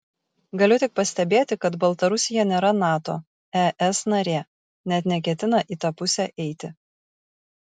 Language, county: Lithuanian, Kaunas